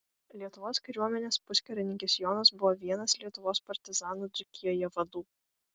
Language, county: Lithuanian, Vilnius